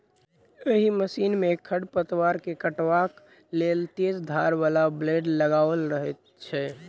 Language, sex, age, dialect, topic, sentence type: Maithili, male, 18-24, Southern/Standard, agriculture, statement